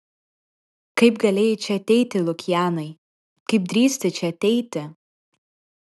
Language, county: Lithuanian, Vilnius